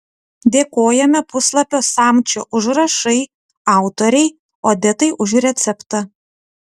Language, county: Lithuanian, Utena